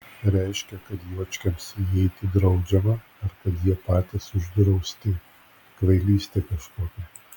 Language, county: Lithuanian, Klaipėda